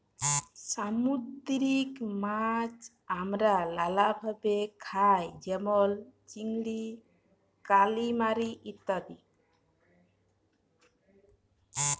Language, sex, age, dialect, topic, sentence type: Bengali, female, 18-24, Jharkhandi, agriculture, statement